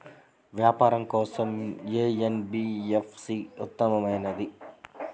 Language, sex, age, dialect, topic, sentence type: Telugu, male, 18-24, Central/Coastal, banking, question